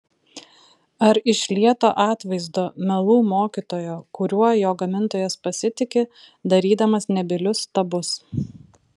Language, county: Lithuanian, Vilnius